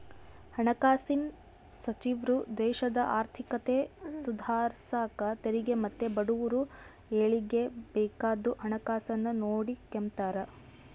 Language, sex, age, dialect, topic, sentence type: Kannada, female, 36-40, Central, banking, statement